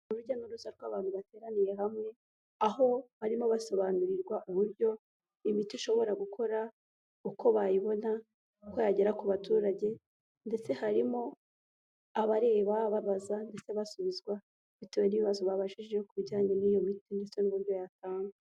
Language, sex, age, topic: Kinyarwanda, female, 18-24, health